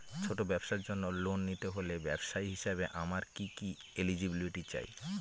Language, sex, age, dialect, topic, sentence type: Bengali, male, 18-24, Northern/Varendri, banking, question